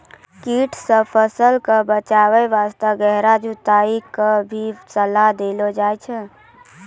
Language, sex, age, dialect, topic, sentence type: Maithili, female, 18-24, Angika, agriculture, statement